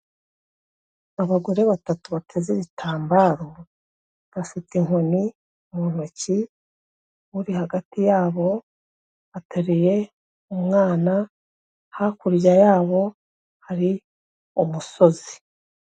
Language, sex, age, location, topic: Kinyarwanda, female, 36-49, Kigali, health